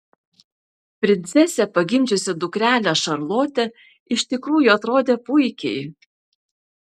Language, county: Lithuanian, Vilnius